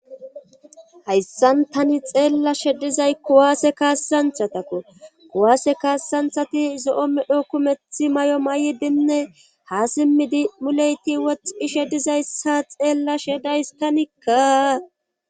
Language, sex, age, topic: Gamo, female, 25-35, government